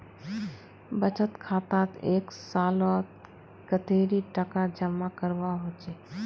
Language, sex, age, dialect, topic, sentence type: Magahi, female, 25-30, Northeastern/Surjapuri, banking, question